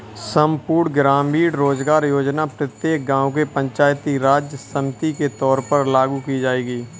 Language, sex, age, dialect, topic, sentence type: Hindi, male, 25-30, Kanauji Braj Bhasha, banking, statement